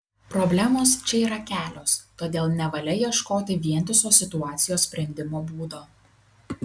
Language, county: Lithuanian, Kaunas